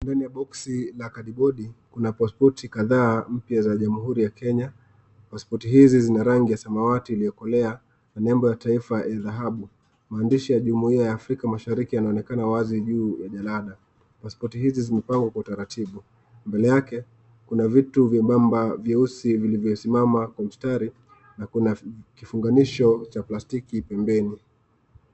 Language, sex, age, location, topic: Swahili, male, 25-35, Nakuru, government